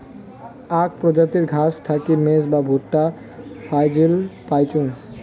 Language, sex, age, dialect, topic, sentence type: Bengali, male, 18-24, Rajbangshi, agriculture, statement